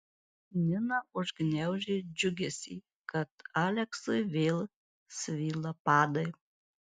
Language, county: Lithuanian, Marijampolė